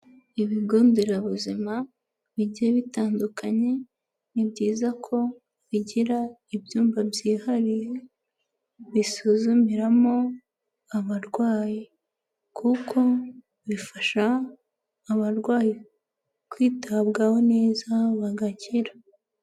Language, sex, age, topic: Kinyarwanda, female, 18-24, health